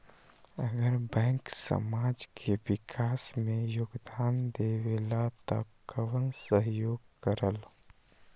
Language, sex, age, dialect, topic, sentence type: Magahi, male, 25-30, Western, banking, question